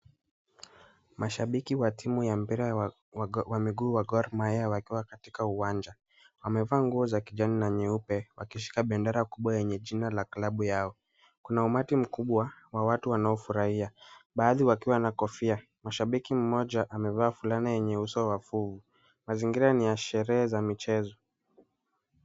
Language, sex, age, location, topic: Swahili, male, 18-24, Kisumu, government